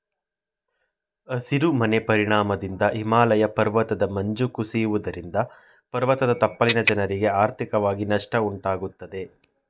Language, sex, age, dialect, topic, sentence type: Kannada, male, 18-24, Mysore Kannada, agriculture, statement